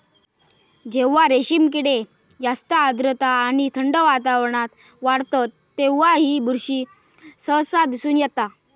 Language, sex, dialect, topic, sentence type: Marathi, male, Southern Konkan, agriculture, statement